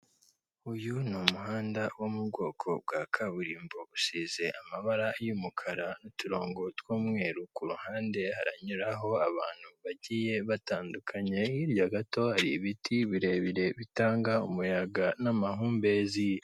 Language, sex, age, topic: Kinyarwanda, female, 18-24, government